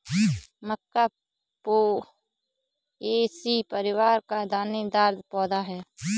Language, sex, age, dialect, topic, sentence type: Hindi, female, 18-24, Kanauji Braj Bhasha, agriculture, statement